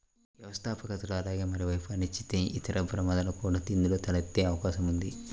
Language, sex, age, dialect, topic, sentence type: Telugu, male, 25-30, Central/Coastal, banking, statement